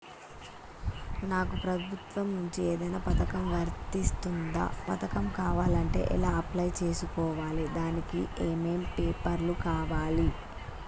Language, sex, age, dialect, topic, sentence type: Telugu, female, 25-30, Telangana, banking, question